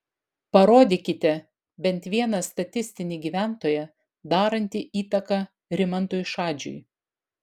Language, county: Lithuanian, Vilnius